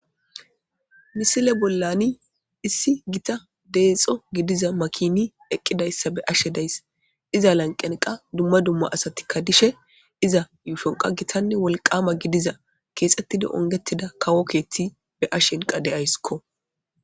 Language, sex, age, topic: Gamo, male, 18-24, government